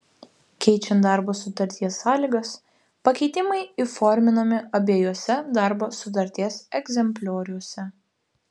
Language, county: Lithuanian, Vilnius